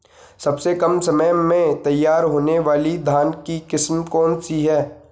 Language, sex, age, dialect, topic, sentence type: Hindi, male, 18-24, Garhwali, agriculture, question